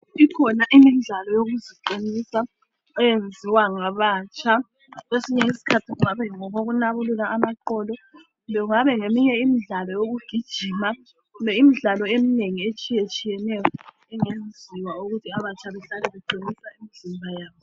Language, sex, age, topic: North Ndebele, female, 25-35, health